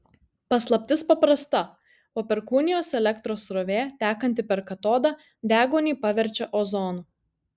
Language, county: Lithuanian, Kaunas